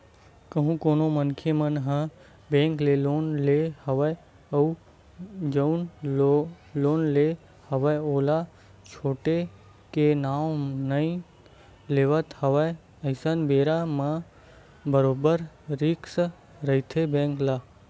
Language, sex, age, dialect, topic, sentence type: Chhattisgarhi, male, 18-24, Western/Budati/Khatahi, banking, statement